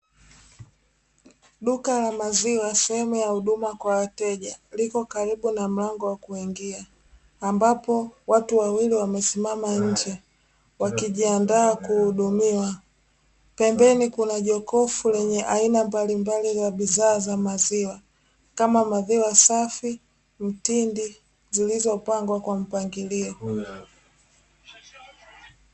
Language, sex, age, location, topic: Swahili, female, 18-24, Dar es Salaam, finance